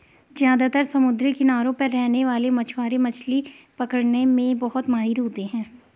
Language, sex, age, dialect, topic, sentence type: Hindi, female, 18-24, Garhwali, agriculture, statement